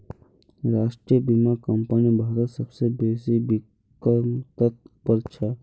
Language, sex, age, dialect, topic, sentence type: Magahi, male, 51-55, Northeastern/Surjapuri, banking, statement